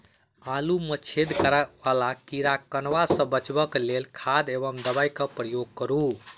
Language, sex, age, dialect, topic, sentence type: Maithili, male, 25-30, Southern/Standard, agriculture, question